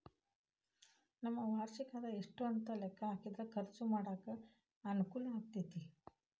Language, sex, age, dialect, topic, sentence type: Kannada, female, 51-55, Dharwad Kannada, banking, statement